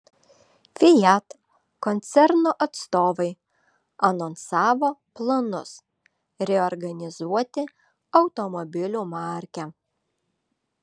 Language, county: Lithuanian, Vilnius